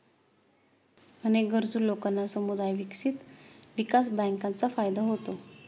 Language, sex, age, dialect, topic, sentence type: Marathi, female, 36-40, Standard Marathi, banking, statement